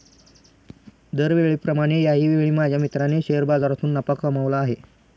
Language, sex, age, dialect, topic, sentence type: Marathi, male, 18-24, Standard Marathi, banking, statement